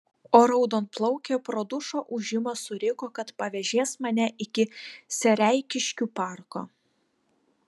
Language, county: Lithuanian, Panevėžys